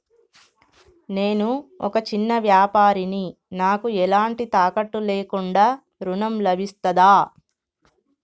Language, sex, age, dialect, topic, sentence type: Telugu, female, 31-35, Telangana, banking, question